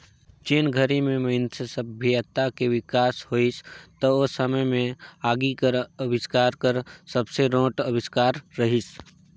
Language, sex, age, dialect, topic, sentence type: Chhattisgarhi, male, 18-24, Northern/Bhandar, agriculture, statement